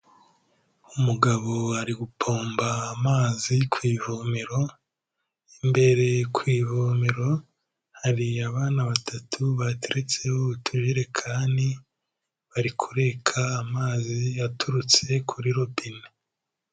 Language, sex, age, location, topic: Kinyarwanda, male, 18-24, Kigali, health